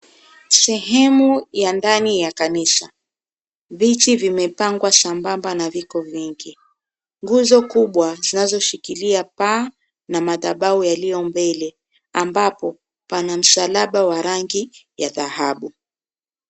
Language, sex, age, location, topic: Swahili, female, 25-35, Mombasa, government